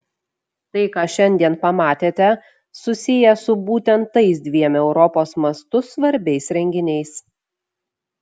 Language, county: Lithuanian, Šiauliai